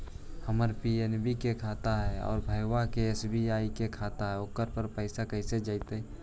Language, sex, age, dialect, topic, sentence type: Magahi, male, 18-24, Central/Standard, banking, question